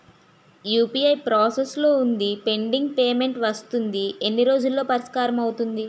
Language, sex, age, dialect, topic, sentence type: Telugu, female, 18-24, Utterandhra, banking, question